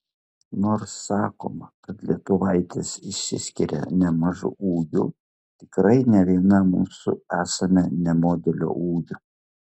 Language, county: Lithuanian, Klaipėda